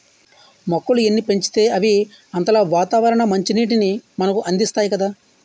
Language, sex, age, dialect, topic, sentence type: Telugu, male, 31-35, Utterandhra, agriculture, statement